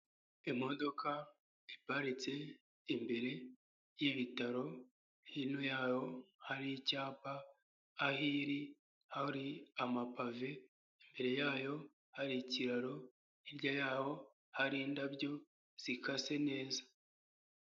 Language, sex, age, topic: Kinyarwanda, male, 25-35, health